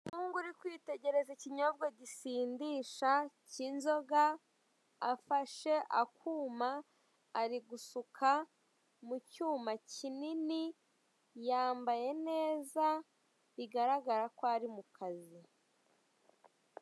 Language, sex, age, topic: Kinyarwanda, female, 18-24, finance